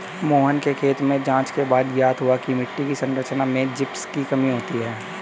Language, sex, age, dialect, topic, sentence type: Hindi, male, 18-24, Hindustani Malvi Khadi Boli, agriculture, statement